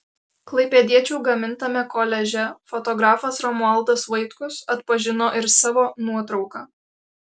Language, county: Lithuanian, Alytus